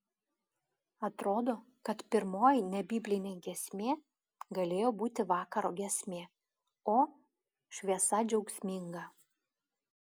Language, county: Lithuanian, Klaipėda